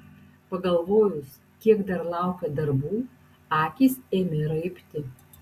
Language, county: Lithuanian, Utena